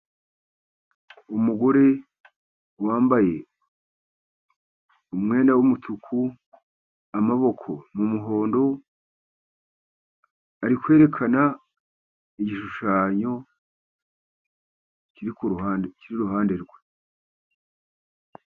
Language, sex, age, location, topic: Kinyarwanda, male, 50+, Musanze, government